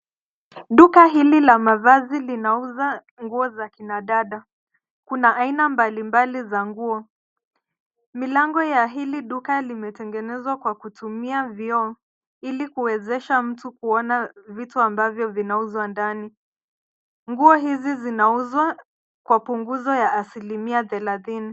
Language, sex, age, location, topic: Swahili, female, 25-35, Nairobi, finance